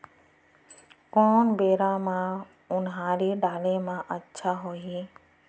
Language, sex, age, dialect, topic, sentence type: Chhattisgarhi, female, 31-35, Central, agriculture, question